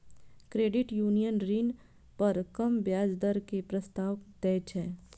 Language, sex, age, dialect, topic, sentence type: Maithili, female, 25-30, Eastern / Thethi, banking, statement